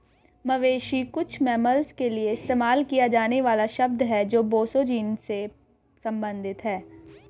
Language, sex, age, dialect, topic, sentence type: Hindi, female, 18-24, Hindustani Malvi Khadi Boli, agriculture, statement